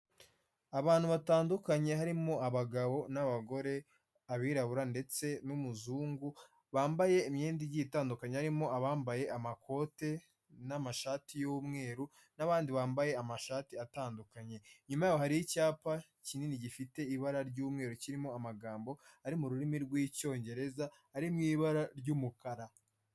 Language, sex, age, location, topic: Kinyarwanda, male, 25-35, Kigali, health